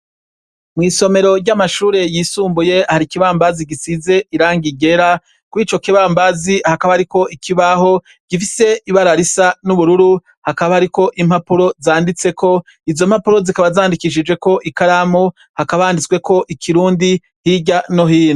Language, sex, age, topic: Rundi, male, 36-49, education